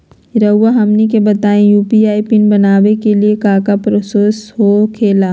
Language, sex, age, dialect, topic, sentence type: Magahi, female, 46-50, Southern, banking, question